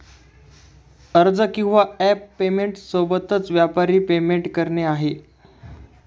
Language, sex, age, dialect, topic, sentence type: Marathi, male, 18-24, Northern Konkan, banking, statement